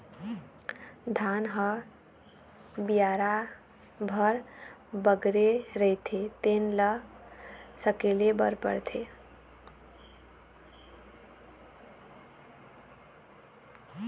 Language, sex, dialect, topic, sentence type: Chhattisgarhi, female, Eastern, agriculture, statement